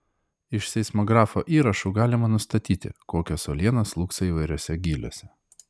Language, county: Lithuanian, Klaipėda